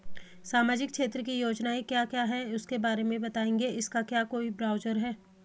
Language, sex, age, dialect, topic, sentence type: Hindi, female, 25-30, Garhwali, banking, question